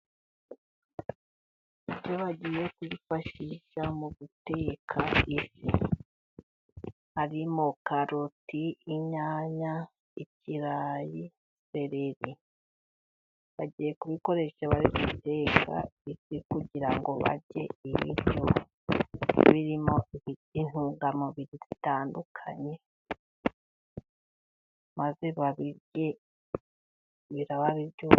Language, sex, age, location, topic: Kinyarwanda, female, 36-49, Burera, agriculture